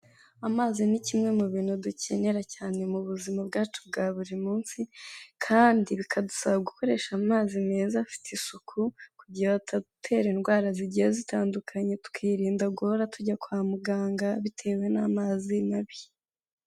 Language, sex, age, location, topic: Kinyarwanda, female, 18-24, Kigali, health